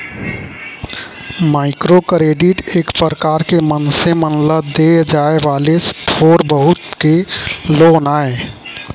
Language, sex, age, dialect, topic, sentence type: Chhattisgarhi, male, 18-24, Central, banking, statement